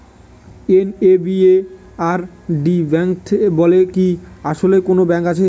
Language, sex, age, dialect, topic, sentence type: Bengali, male, 18-24, Northern/Varendri, agriculture, question